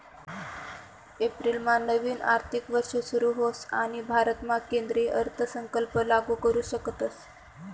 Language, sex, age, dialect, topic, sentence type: Marathi, female, 25-30, Northern Konkan, banking, statement